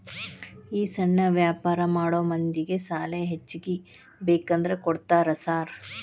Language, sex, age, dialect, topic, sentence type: Kannada, female, 36-40, Dharwad Kannada, banking, question